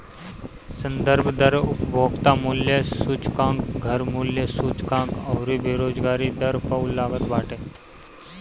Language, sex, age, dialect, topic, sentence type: Bhojpuri, male, 25-30, Northern, banking, statement